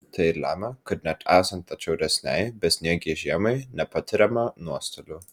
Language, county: Lithuanian, Vilnius